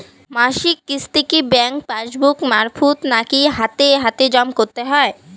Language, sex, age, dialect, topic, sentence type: Bengali, female, 18-24, Rajbangshi, banking, question